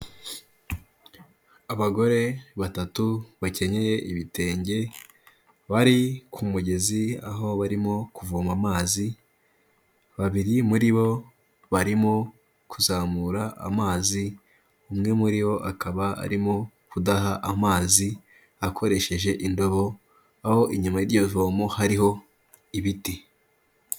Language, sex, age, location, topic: Kinyarwanda, male, 18-24, Kigali, health